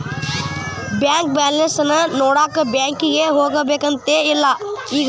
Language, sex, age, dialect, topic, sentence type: Kannada, male, 18-24, Dharwad Kannada, banking, statement